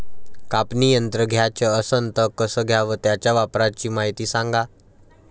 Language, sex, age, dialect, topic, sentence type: Marathi, male, 18-24, Varhadi, agriculture, question